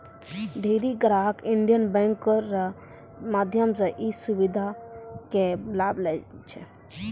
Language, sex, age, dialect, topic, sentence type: Maithili, female, 36-40, Angika, banking, statement